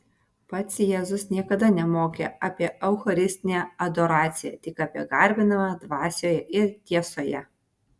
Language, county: Lithuanian, Vilnius